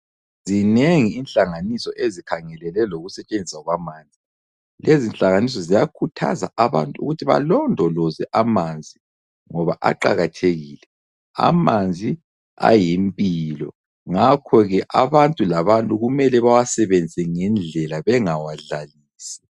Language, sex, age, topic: North Ndebele, male, 25-35, health